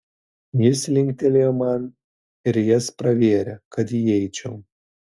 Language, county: Lithuanian, Telšiai